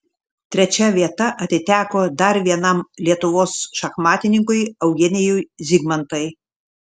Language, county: Lithuanian, Šiauliai